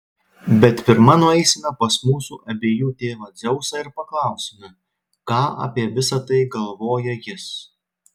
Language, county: Lithuanian, Klaipėda